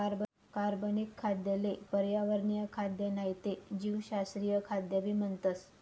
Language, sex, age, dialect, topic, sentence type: Marathi, female, 25-30, Northern Konkan, agriculture, statement